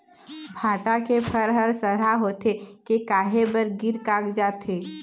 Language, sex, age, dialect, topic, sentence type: Chhattisgarhi, female, 18-24, Eastern, agriculture, question